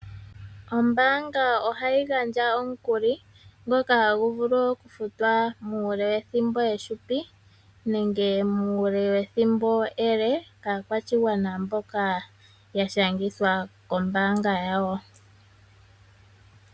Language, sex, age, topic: Oshiwambo, female, 25-35, finance